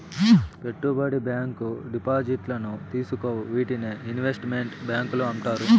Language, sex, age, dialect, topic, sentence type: Telugu, male, 18-24, Southern, banking, statement